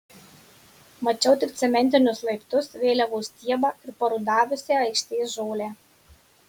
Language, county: Lithuanian, Marijampolė